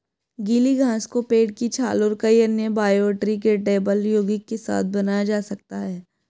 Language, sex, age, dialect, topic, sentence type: Hindi, female, 18-24, Hindustani Malvi Khadi Boli, agriculture, statement